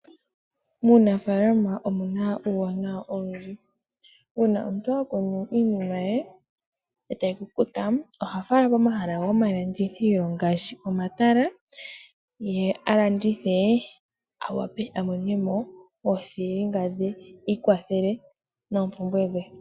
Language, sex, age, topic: Oshiwambo, female, 18-24, agriculture